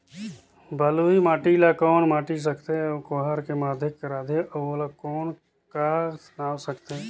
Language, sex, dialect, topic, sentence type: Chhattisgarhi, male, Northern/Bhandar, agriculture, question